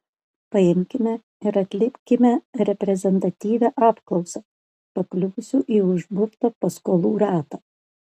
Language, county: Lithuanian, Panevėžys